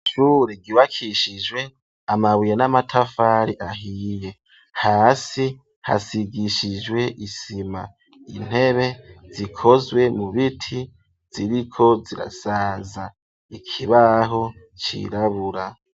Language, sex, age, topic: Rundi, male, 25-35, education